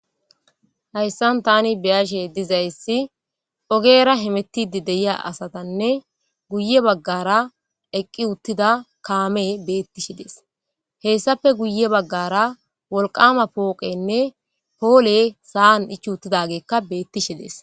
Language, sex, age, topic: Gamo, female, 18-24, government